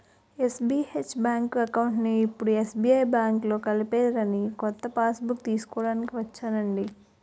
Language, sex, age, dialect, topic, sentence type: Telugu, female, 60-100, Utterandhra, banking, statement